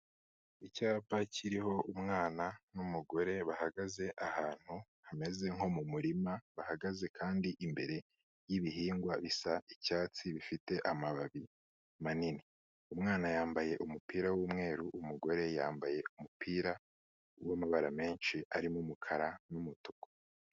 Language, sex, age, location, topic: Kinyarwanda, male, 25-35, Kigali, health